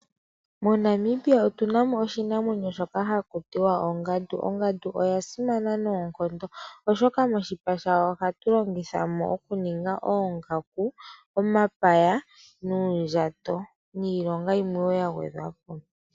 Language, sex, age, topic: Oshiwambo, female, 25-35, agriculture